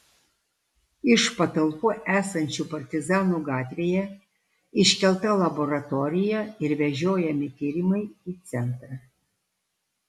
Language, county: Lithuanian, Alytus